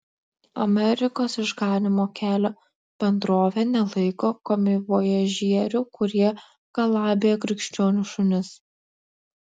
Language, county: Lithuanian, Klaipėda